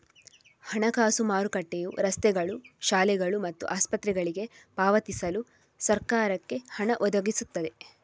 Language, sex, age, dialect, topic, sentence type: Kannada, female, 41-45, Coastal/Dakshin, banking, statement